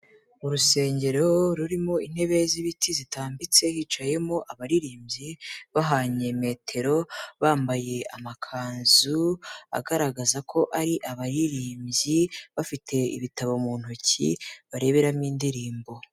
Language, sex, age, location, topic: Kinyarwanda, female, 18-24, Kigali, education